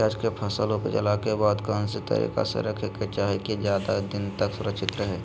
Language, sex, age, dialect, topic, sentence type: Magahi, male, 56-60, Southern, agriculture, question